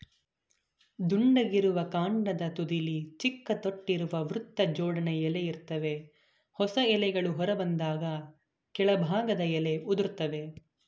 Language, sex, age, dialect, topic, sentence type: Kannada, male, 18-24, Mysore Kannada, agriculture, statement